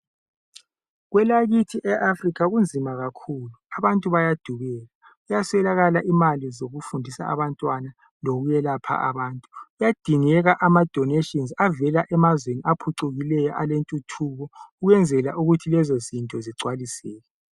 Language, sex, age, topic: North Ndebele, male, 25-35, health